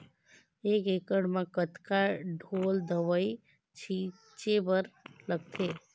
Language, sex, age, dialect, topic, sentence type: Chhattisgarhi, female, 18-24, Northern/Bhandar, agriculture, question